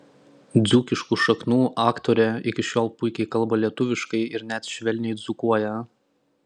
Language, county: Lithuanian, Klaipėda